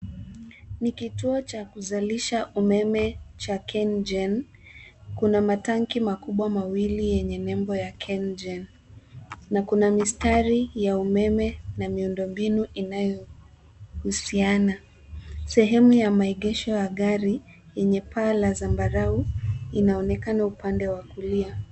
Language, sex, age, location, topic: Swahili, female, 18-24, Nairobi, government